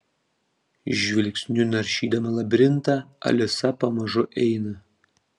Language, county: Lithuanian, Panevėžys